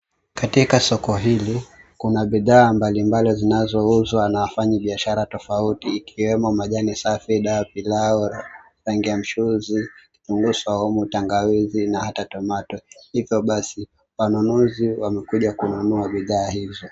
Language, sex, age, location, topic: Swahili, male, 18-24, Mombasa, agriculture